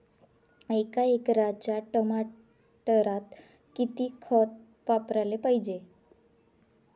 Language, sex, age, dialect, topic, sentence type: Marathi, female, 25-30, Varhadi, agriculture, question